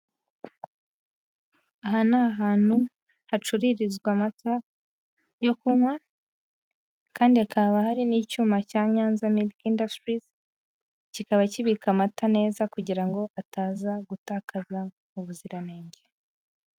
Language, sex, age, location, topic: Kinyarwanda, female, 18-24, Huye, finance